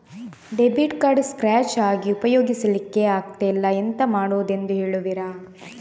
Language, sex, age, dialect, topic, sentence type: Kannada, female, 31-35, Coastal/Dakshin, banking, question